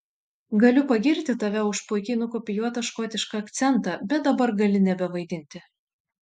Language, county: Lithuanian, Šiauliai